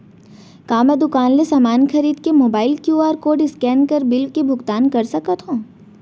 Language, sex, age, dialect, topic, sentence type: Chhattisgarhi, female, 18-24, Central, banking, question